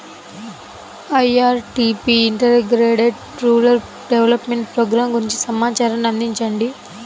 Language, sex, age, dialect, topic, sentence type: Telugu, female, 25-30, Central/Coastal, agriculture, question